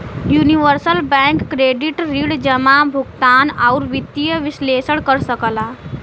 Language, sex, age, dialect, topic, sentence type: Bhojpuri, female, 18-24, Western, banking, statement